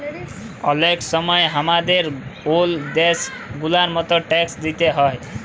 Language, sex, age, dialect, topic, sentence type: Bengali, male, 18-24, Jharkhandi, banking, statement